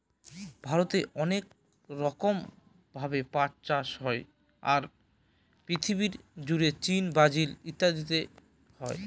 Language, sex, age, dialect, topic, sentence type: Bengali, male, 25-30, Northern/Varendri, agriculture, statement